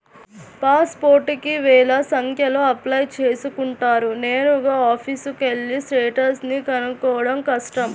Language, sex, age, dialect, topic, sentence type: Telugu, female, 41-45, Central/Coastal, banking, statement